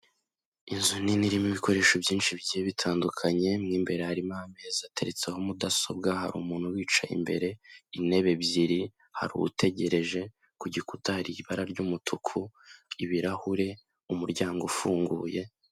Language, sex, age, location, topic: Kinyarwanda, male, 18-24, Kigali, health